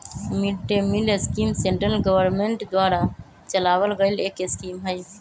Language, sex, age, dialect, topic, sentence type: Magahi, female, 18-24, Western, agriculture, statement